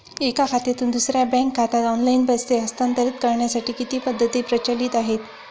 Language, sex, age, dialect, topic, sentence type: Marathi, female, 36-40, Standard Marathi, banking, question